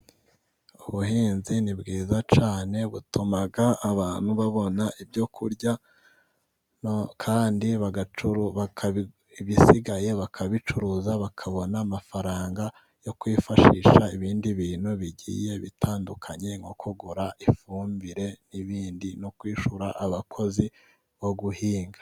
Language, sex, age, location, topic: Kinyarwanda, male, 18-24, Musanze, agriculture